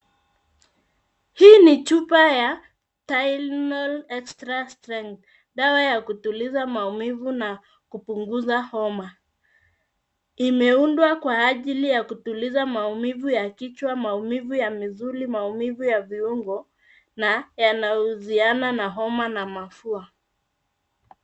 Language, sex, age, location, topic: Swahili, female, 25-35, Nairobi, health